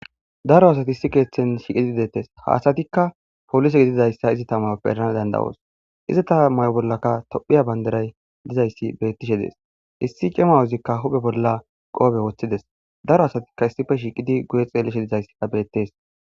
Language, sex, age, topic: Gamo, female, 25-35, government